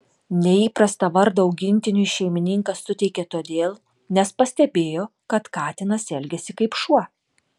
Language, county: Lithuanian, Telšiai